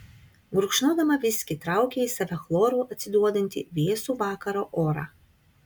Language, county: Lithuanian, Kaunas